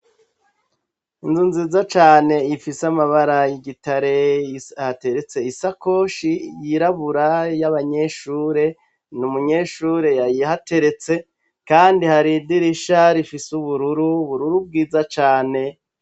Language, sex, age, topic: Rundi, male, 36-49, education